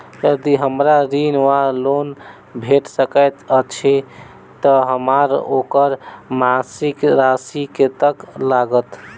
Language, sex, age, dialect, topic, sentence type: Maithili, male, 18-24, Southern/Standard, banking, question